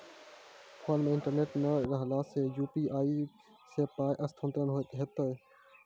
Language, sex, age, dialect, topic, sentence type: Maithili, male, 18-24, Angika, banking, question